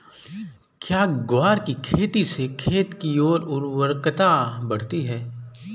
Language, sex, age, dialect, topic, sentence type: Hindi, male, 18-24, Marwari Dhudhari, agriculture, question